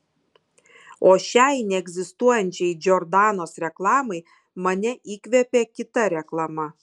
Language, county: Lithuanian, Kaunas